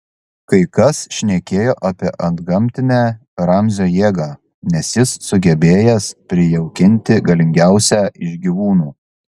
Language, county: Lithuanian, Šiauliai